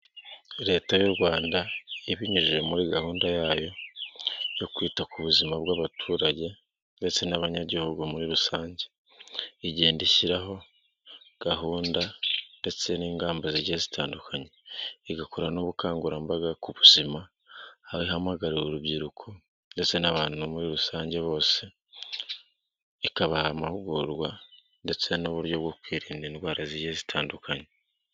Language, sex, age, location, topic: Kinyarwanda, male, 36-49, Nyagatare, health